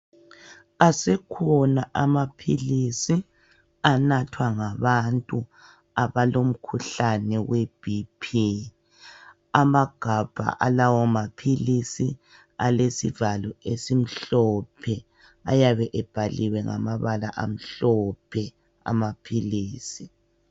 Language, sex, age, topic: North Ndebele, male, 25-35, health